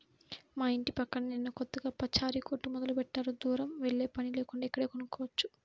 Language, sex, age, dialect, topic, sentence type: Telugu, female, 18-24, Central/Coastal, agriculture, statement